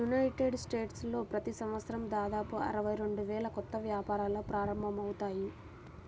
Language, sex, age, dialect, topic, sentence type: Telugu, female, 18-24, Central/Coastal, banking, statement